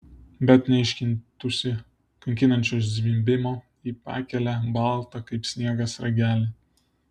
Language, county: Lithuanian, Vilnius